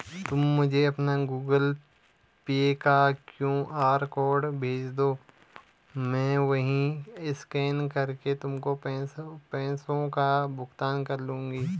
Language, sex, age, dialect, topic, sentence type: Hindi, male, 25-30, Garhwali, banking, statement